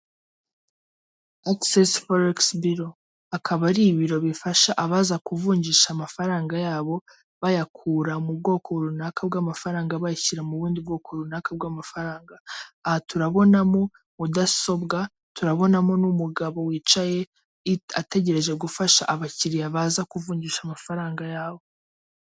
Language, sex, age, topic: Kinyarwanda, female, 18-24, finance